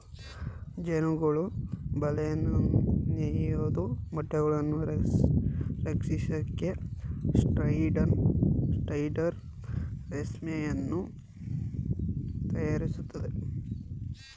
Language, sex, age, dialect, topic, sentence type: Kannada, male, 25-30, Mysore Kannada, agriculture, statement